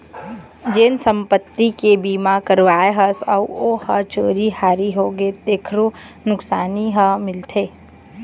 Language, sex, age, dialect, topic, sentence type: Chhattisgarhi, female, 18-24, Eastern, banking, statement